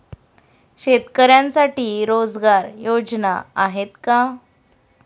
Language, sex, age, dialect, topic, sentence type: Marathi, female, 36-40, Standard Marathi, agriculture, question